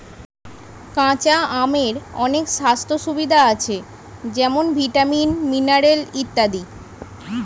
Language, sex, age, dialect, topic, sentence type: Bengali, female, 31-35, Northern/Varendri, agriculture, statement